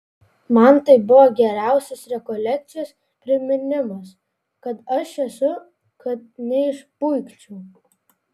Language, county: Lithuanian, Vilnius